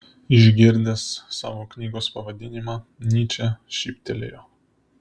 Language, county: Lithuanian, Vilnius